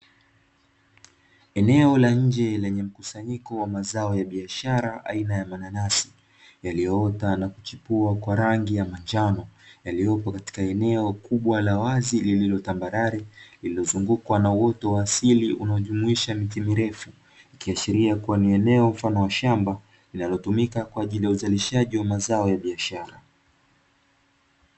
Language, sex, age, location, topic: Swahili, male, 18-24, Dar es Salaam, agriculture